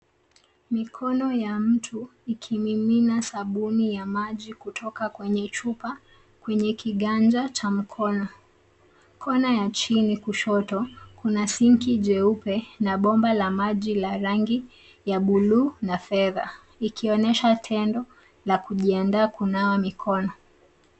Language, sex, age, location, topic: Swahili, female, 25-35, Nairobi, health